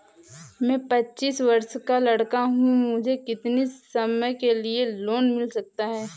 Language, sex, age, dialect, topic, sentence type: Hindi, female, 18-24, Awadhi Bundeli, banking, question